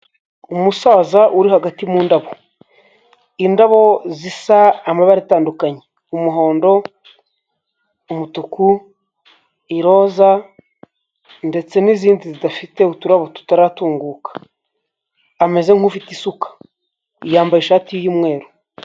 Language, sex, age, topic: Kinyarwanda, male, 25-35, agriculture